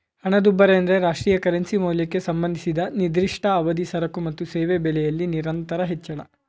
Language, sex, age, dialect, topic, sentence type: Kannada, male, 18-24, Mysore Kannada, banking, statement